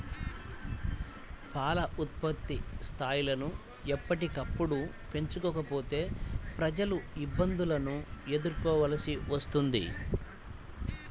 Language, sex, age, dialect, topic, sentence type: Telugu, male, 36-40, Central/Coastal, agriculture, statement